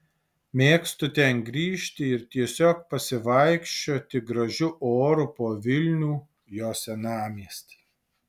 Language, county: Lithuanian, Alytus